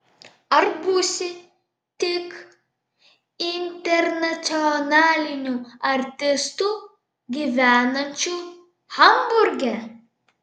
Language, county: Lithuanian, Vilnius